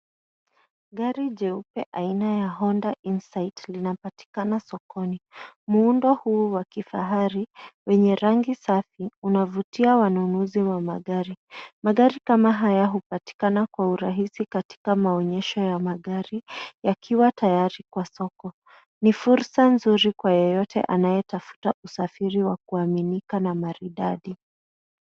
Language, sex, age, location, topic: Swahili, female, 25-35, Nairobi, finance